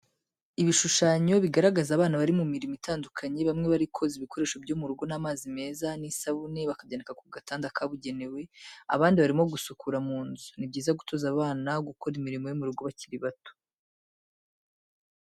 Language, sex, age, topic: Kinyarwanda, female, 25-35, education